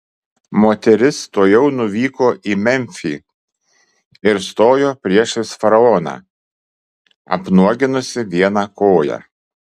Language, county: Lithuanian, Kaunas